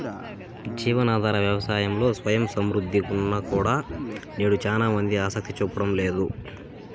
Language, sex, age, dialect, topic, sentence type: Telugu, male, 18-24, Southern, agriculture, statement